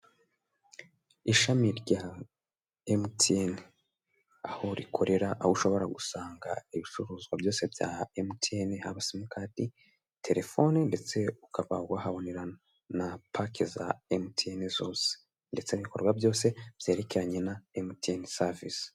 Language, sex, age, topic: Kinyarwanda, male, 18-24, finance